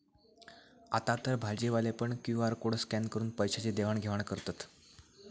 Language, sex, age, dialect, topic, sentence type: Marathi, male, 18-24, Southern Konkan, banking, statement